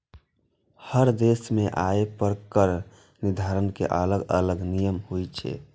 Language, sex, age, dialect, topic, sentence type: Maithili, male, 25-30, Eastern / Thethi, banking, statement